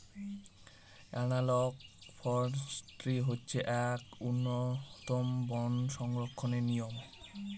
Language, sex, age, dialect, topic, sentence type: Bengali, male, 18-24, Northern/Varendri, agriculture, statement